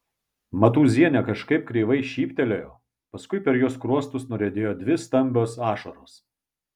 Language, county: Lithuanian, Vilnius